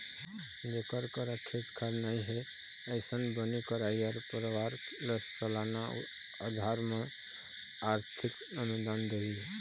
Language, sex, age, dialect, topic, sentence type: Chhattisgarhi, male, 25-30, Eastern, agriculture, statement